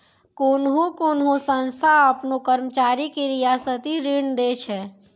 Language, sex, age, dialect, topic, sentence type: Maithili, female, 60-100, Angika, banking, statement